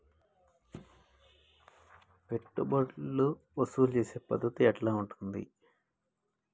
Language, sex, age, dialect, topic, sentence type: Telugu, male, 36-40, Telangana, banking, question